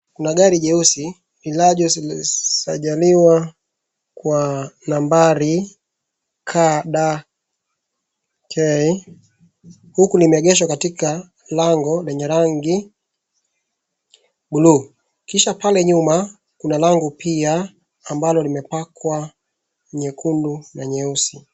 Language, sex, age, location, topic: Swahili, male, 25-35, Wajir, finance